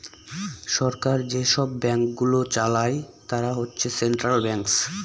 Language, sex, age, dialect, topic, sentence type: Bengali, male, 25-30, Northern/Varendri, banking, statement